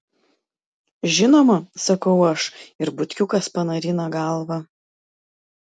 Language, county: Lithuanian, Klaipėda